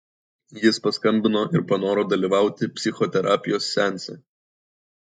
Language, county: Lithuanian, Kaunas